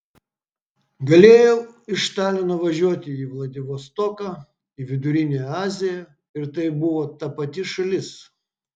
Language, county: Lithuanian, Vilnius